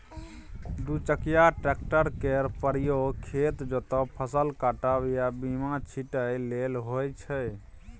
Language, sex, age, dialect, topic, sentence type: Maithili, male, 18-24, Bajjika, agriculture, statement